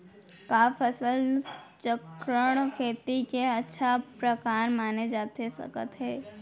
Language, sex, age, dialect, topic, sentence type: Chhattisgarhi, female, 18-24, Central, agriculture, question